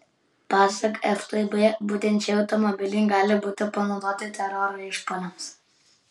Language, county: Lithuanian, Kaunas